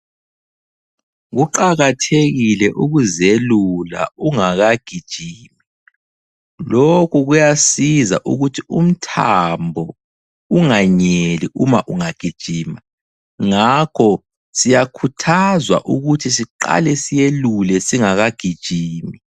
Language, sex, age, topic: North Ndebele, male, 25-35, health